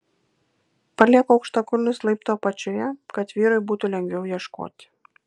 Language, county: Lithuanian, Kaunas